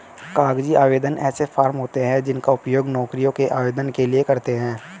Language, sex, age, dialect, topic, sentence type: Hindi, male, 18-24, Hindustani Malvi Khadi Boli, agriculture, statement